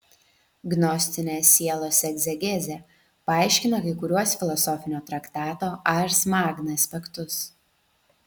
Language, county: Lithuanian, Vilnius